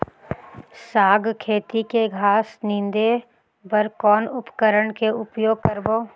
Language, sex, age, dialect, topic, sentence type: Chhattisgarhi, female, 18-24, Northern/Bhandar, agriculture, question